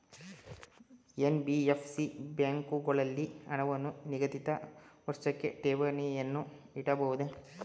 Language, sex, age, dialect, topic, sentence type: Kannada, male, 18-24, Mysore Kannada, banking, question